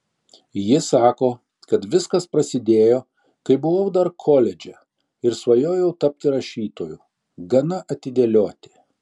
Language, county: Lithuanian, Šiauliai